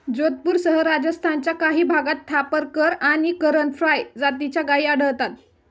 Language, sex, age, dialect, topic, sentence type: Marathi, female, 18-24, Standard Marathi, agriculture, statement